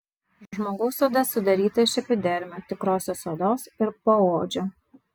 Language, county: Lithuanian, Vilnius